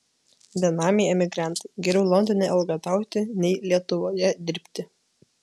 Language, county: Lithuanian, Kaunas